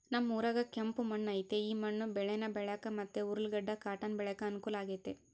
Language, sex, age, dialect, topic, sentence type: Kannada, female, 18-24, Central, agriculture, statement